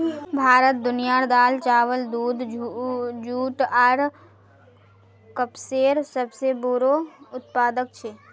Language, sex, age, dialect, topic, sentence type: Magahi, female, 25-30, Northeastern/Surjapuri, agriculture, statement